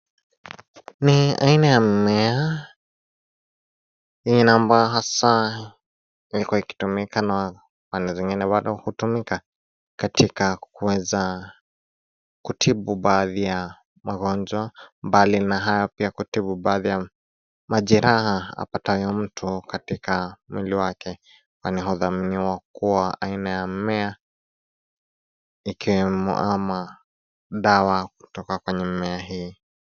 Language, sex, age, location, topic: Swahili, male, 25-35, Nairobi, health